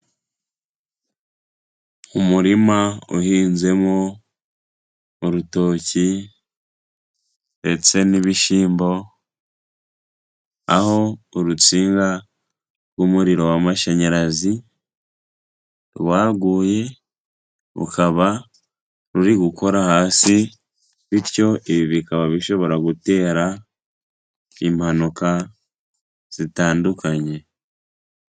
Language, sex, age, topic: Kinyarwanda, male, 18-24, government